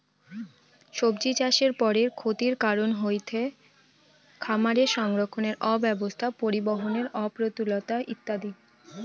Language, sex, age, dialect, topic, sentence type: Bengali, female, 18-24, Rajbangshi, agriculture, statement